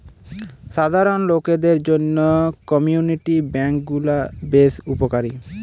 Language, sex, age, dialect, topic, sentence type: Bengali, male, 18-24, Western, banking, statement